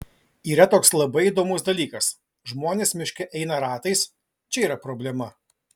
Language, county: Lithuanian, Klaipėda